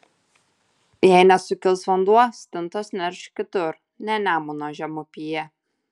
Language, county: Lithuanian, Tauragė